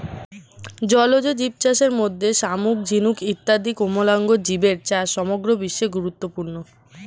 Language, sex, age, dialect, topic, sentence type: Bengali, female, 18-24, Standard Colloquial, agriculture, statement